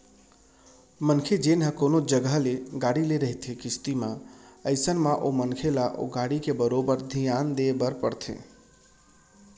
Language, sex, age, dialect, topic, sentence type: Chhattisgarhi, male, 25-30, Central, banking, statement